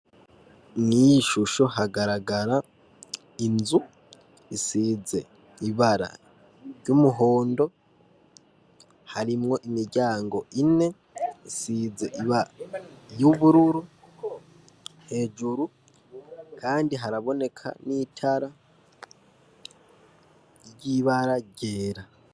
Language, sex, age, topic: Rundi, male, 18-24, education